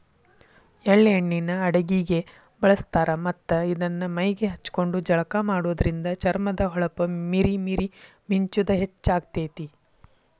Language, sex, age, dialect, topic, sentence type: Kannada, female, 51-55, Dharwad Kannada, agriculture, statement